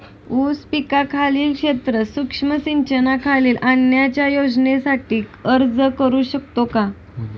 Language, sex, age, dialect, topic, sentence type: Marathi, female, 18-24, Standard Marathi, agriculture, question